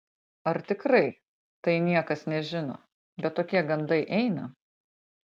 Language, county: Lithuanian, Panevėžys